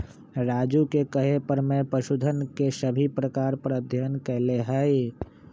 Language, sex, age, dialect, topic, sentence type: Magahi, male, 25-30, Western, agriculture, statement